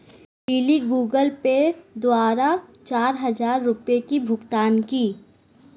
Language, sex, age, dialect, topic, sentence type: Hindi, female, 18-24, Marwari Dhudhari, banking, statement